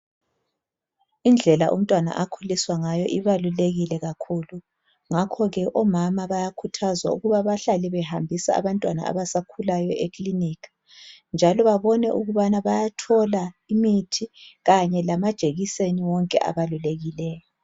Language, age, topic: North Ndebele, 36-49, health